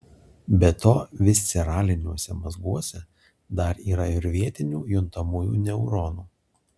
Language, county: Lithuanian, Alytus